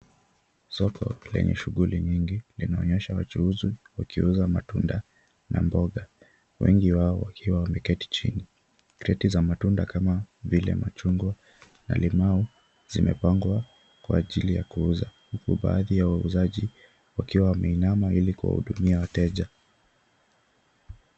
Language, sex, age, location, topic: Swahili, male, 18-24, Kisumu, finance